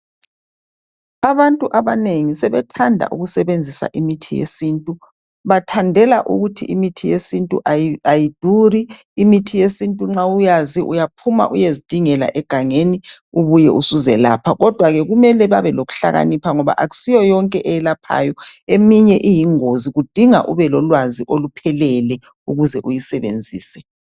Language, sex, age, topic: North Ndebele, female, 25-35, health